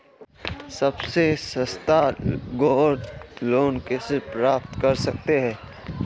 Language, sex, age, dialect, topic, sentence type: Hindi, male, 18-24, Marwari Dhudhari, banking, question